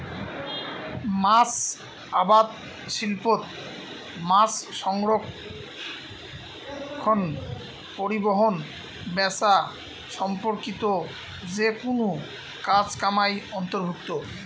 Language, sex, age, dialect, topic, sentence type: Bengali, male, 25-30, Rajbangshi, agriculture, statement